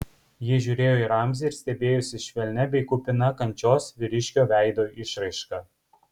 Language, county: Lithuanian, Kaunas